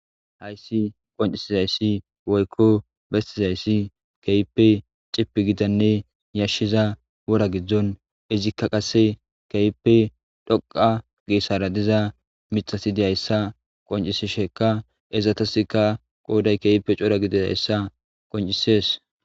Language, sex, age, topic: Gamo, male, 25-35, agriculture